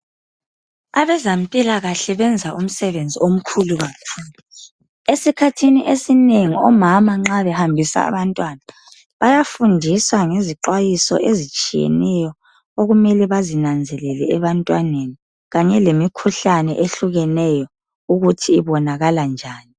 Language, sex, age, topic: North Ndebele, female, 25-35, health